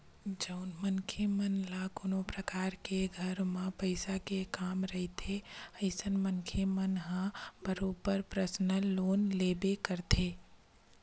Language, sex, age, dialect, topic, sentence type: Chhattisgarhi, female, 25-30, Western/Budati/Khatahi, banking, statement